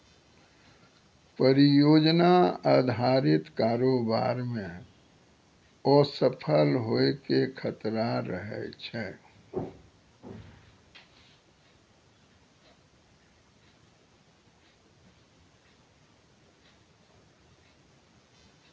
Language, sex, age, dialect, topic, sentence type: Maithili, male, 60-100, Angika, banking, statement